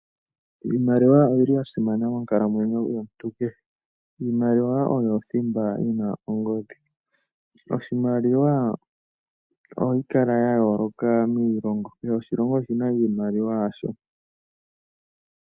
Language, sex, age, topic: Oshiwambo, male, 18-24, finance